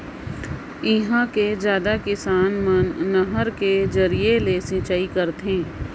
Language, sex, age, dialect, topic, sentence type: Chhattisgarhi, female, 56-60, Northern/Bhandar, agriculture, statement